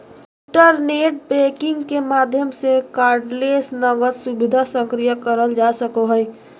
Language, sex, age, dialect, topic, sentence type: Magahi, female, 25-30, Southern, banking, statement